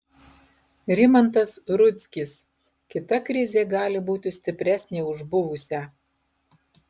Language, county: Lithuanian, Alytus